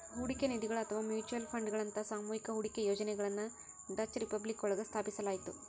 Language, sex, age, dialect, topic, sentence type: Kannada, female, 18-24, Central, banking, statement